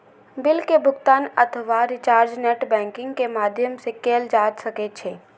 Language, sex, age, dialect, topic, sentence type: Maithili, female, 18-24, Eastern / Thethi, banking, statement